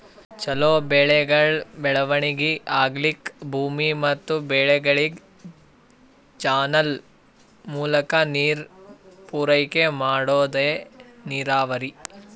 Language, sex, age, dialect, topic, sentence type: Kannada, male, 18-24, Northeastern, agriculture, statement